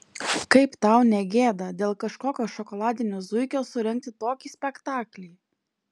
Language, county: Lithuanian, Klaipėda